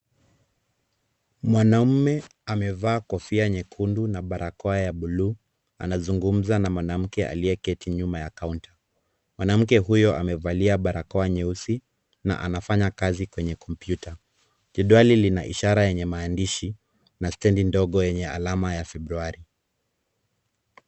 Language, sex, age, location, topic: Swahili, male, 25-35, Kisumu, government